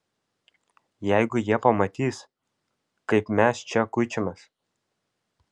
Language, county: Lithuanian, Vilnius